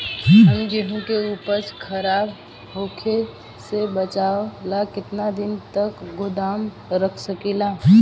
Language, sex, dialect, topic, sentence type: Bhojpuri, female, Southern / Standard, agriculture, question